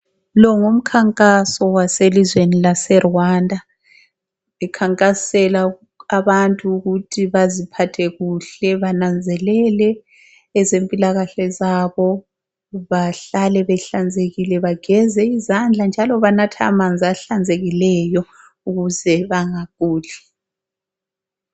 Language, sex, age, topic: North Ndebele, female, 36-49, health